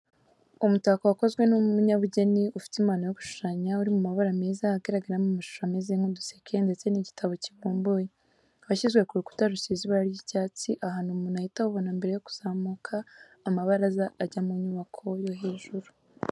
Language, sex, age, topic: Kinyarwanda, female, 18-24, education